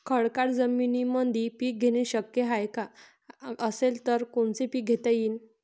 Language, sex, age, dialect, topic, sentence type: Marathi, female, 46-50, Varhadi, agriculture, question